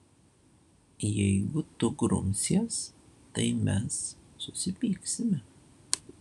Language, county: Lithuanian, Šiauliai